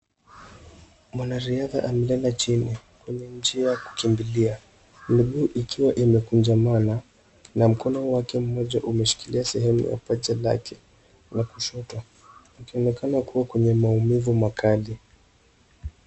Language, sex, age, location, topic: Swahili, male, 18-24, Nairobi, health